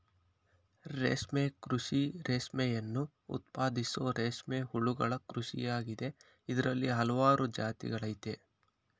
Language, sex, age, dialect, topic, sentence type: Kannada, male, 25-30, Mysore Kannada, agriculture, statement